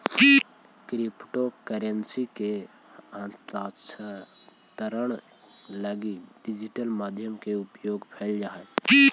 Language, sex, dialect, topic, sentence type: Magahi, male, Central/Standard, banking, statement